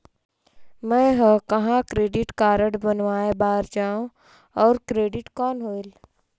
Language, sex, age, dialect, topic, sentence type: Chhattisgarhi, female, 46-50, Northern/Bhandar, banking, question